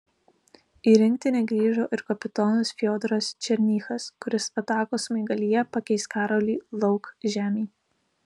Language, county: Lithuanian, Alytus